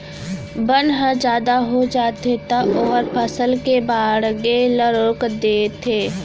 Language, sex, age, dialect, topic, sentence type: Chhattisgarhi, female, 36-40, Central, agriculture, statement